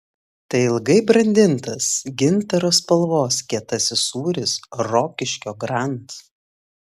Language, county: Lithuanian, Klaipėda